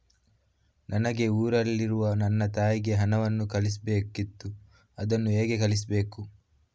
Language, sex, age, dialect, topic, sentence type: Kannada, male, 18-24, Coastal/Dakshin, banking, question